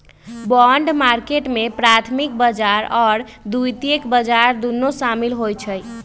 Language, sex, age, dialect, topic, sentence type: Magahi, female, 31-35, Western, banking, statement